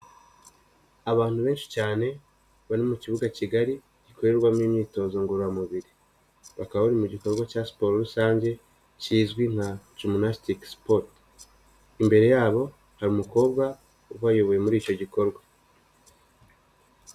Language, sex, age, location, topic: Kinyarwanda, male, 25-35, Nyagatare, government